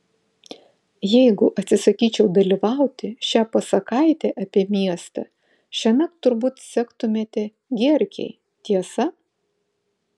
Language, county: Lithuanian, Vilnius